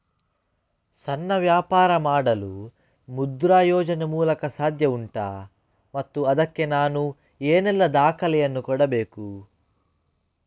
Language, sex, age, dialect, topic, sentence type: Kannada, male, 31-35, Coastal/Dakshin, banking, question